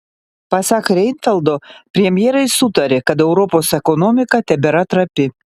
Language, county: Lithuanian, Panevėžys